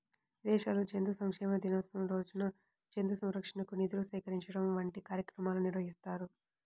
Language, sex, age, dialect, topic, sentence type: Telugu, male, 18-24, Central/Coastal, agriculture, statement